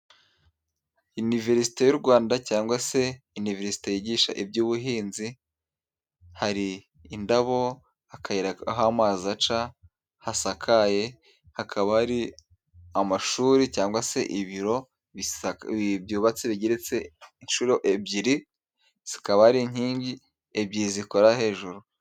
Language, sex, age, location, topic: Kinyarwanda, male, 25-35, Musanze, government